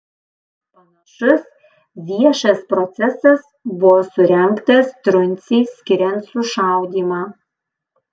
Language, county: Lithuanian, Panevėžys